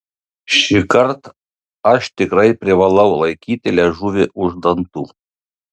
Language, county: Lithuanian, Panevėžys